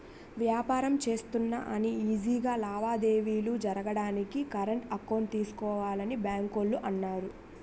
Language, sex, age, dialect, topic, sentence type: Telugu, female, 18-24, Utterandhra, banking, statement